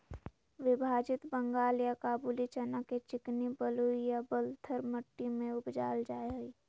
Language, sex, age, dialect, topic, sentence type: Magahi, female, 18-24, Southern, agriculture, statement